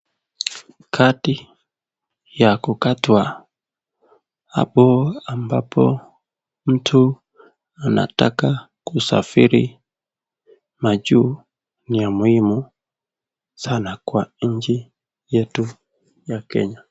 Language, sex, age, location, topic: Swahili, male, 18-24, Nakuru, government